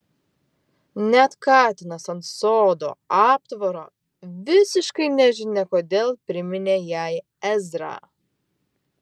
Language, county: Lithuanian, Vilnius